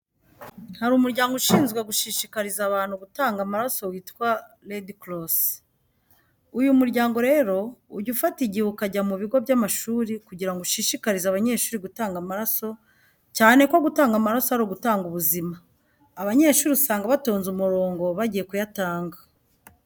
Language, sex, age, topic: Kinyarwanda, female, 50+, education